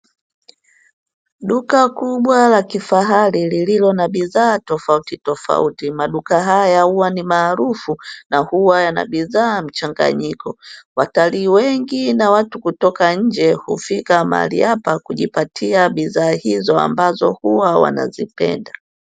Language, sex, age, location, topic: Swahili, female, 25-35, Dar es Salaam, finance